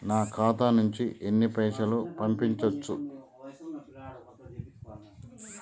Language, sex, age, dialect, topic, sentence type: Telugu, male, 46-50, Telangana, banking, question